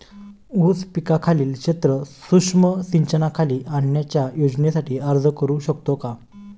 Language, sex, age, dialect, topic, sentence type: Marathi, male, 25-30, Standard Marathi, agriculture, question